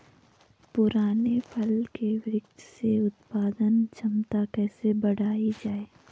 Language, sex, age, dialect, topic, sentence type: Hindi, female, 18-24, Garhwali, agriculture, question